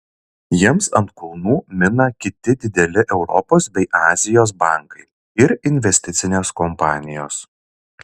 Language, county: Lithuanian, Šiauliai